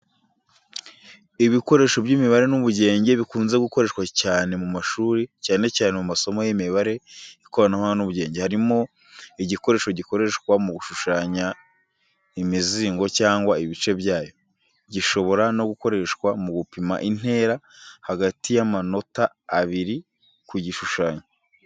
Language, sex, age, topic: Kinyarwanda, male, 25-35, education